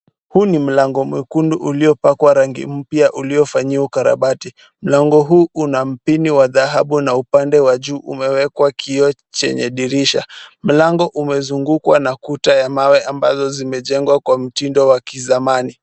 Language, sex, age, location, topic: Swahili, male, 36-49, Kisumu, education